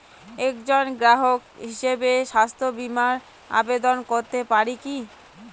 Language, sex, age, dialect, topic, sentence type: Bengali, female, 18-24, Rajbangshi, banking, question